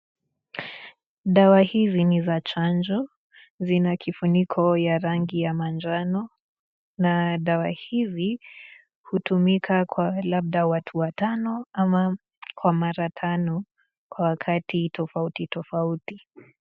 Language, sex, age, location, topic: Swahili, female, 18-24, Nakuru, health